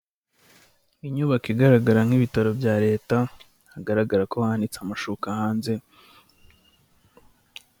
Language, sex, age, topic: Kinyarwanda, male, 18-24, government